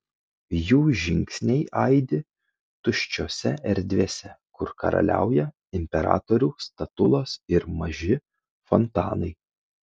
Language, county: Lithuanian, Kaunas